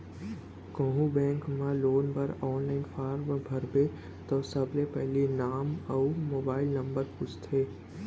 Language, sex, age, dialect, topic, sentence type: Chhattisgarhi, male, 18-24, Central, banking, statement